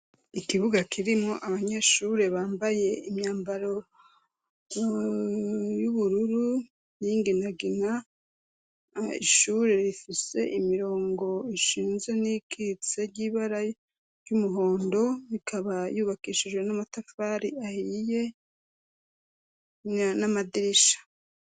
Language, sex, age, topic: Rundi, female, 36-49, education